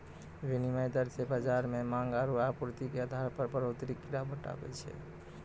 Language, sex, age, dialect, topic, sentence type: Maithili, male, 25-30, Angika, banking, statement